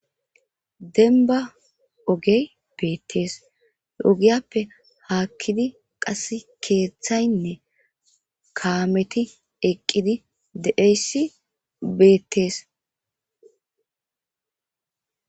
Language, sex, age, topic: Gamo, male, 18-24, government